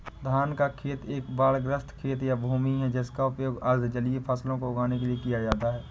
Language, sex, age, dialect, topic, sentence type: Hindi, male, 18-24, Awadhi Bundeli, agriculture, statement